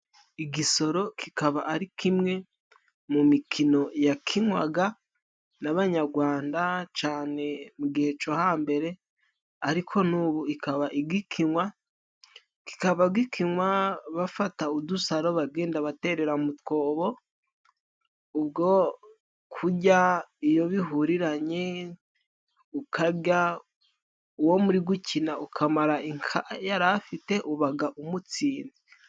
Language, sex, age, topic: Kinyarwanda, male, 18-24, government